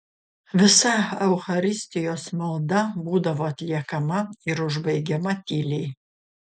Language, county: Lithuanian, Šiauliai